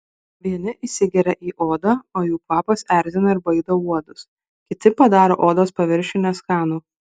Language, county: Lithuanian, Kaunas